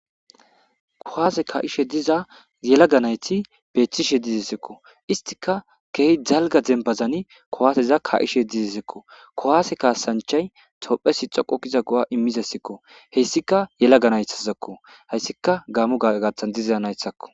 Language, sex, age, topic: Gamo, male, 25-35, government